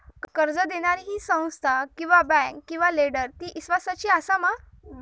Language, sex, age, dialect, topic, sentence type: Marathi, female, 31-35, Southern Konkan, banking, question